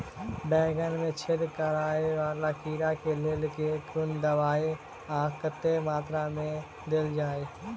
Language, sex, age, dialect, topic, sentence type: Maithili, male, 18-24, Southern/Standard, agriculture, question